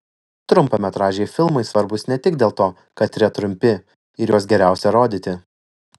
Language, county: Lithuanian, Vilnius